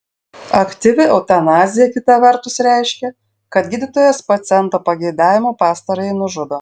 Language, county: Lithuanian, Šiauliai